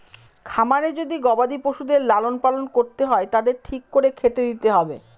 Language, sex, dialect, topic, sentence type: Bengali, female, Northern/Varendri, agriculture, statement